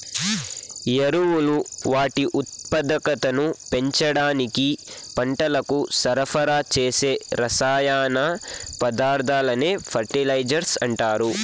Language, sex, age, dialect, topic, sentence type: Telugu, male, 18-24, Southern, agriculture, statement